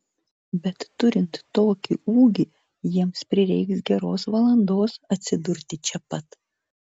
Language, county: Lithuanian, Vilnius